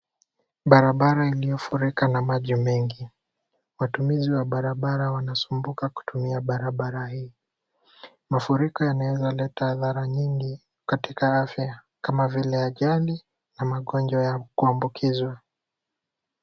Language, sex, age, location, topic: Swahili, male, 18-24, Kisumu, health